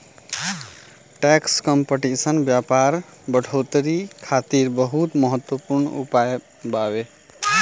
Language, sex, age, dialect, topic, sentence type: Bhojpuri, male, 18-24, Southern / Standard, banking, statement